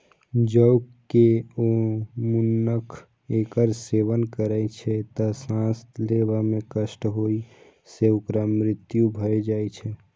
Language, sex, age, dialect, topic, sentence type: Maithili, male, 18-24, Eastern / Thethi, agriculture, statement